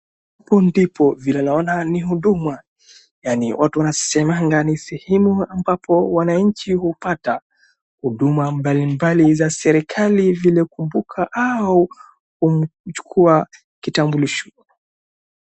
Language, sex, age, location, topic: Swahili, male, 36-49, Wajir, government